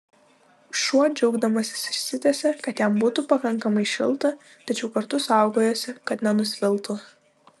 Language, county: Lithuanian, Utena